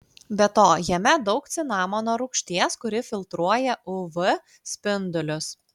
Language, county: Lithuanian, Klaipėda